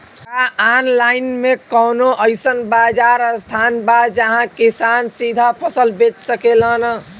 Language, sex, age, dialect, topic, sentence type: Bhojpuri, male, 25-30, Western, agriculture, statement